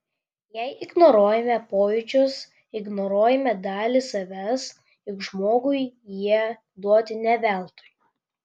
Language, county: Lithuanian, Klaipėda